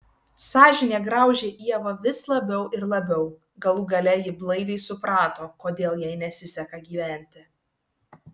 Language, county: Lithuanian, Šiauliai